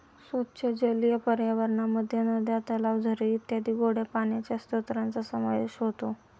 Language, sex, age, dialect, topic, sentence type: Marathi, male, 25-30, Standard Marathi, agriculture, statement